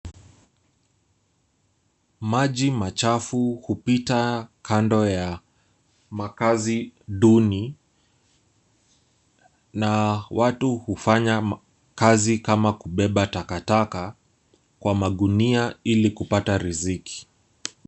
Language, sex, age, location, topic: Swahili, male, 18-24, Nairobi, government